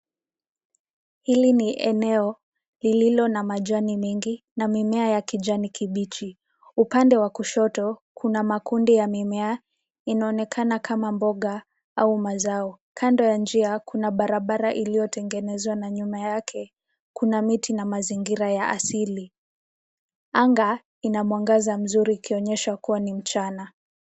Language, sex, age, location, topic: Swahili, female, 18-24, Nairobi, health